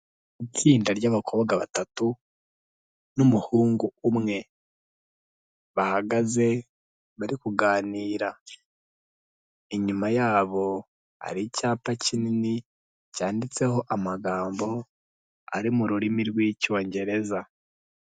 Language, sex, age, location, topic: Kinyarwanda, male, 18-24, Kigali, health